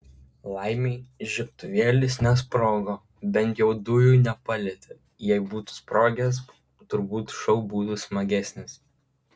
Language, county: Lithuanian, Klaipėda